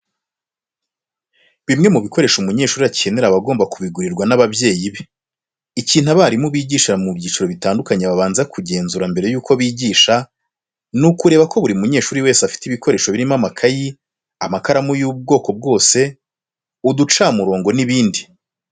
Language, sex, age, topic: Kinyarwanda, male, 25-35, education